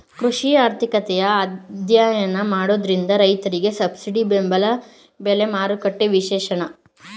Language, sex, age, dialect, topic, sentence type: Kannada, male, 25-30, Mysore Kannada, banking, statement